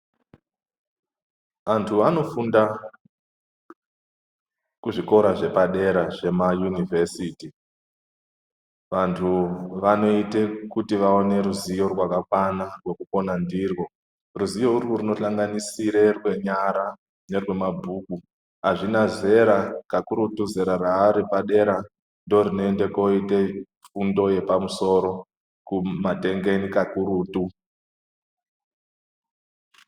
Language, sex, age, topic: Ndau, male, 50+, education